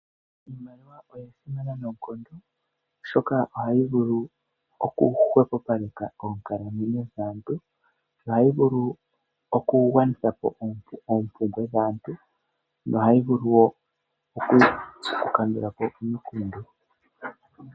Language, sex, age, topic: Oshiwambo, male, 18-24, finance